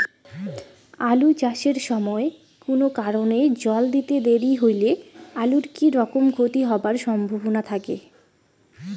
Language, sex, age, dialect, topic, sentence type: Bengali, female, 18-24, Rajbangshi, agriculture, question